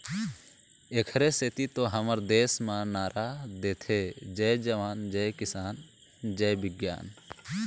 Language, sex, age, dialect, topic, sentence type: Chhattisgarhi, male, 18-24, Eastern, agriculture, statement